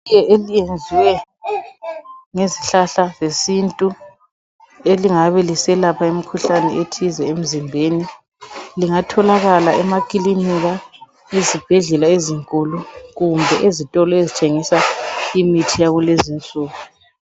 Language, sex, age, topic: North Ndebele, female, 36-49, health